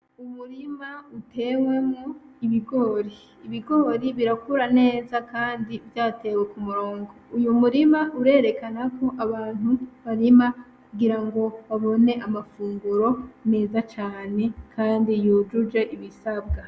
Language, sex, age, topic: Rundi, female, 25-35, agriculture